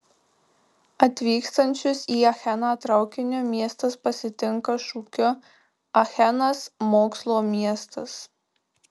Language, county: Lithuanian, Marijampolė